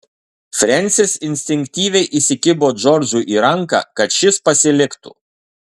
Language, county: Lithuanian, Kaunas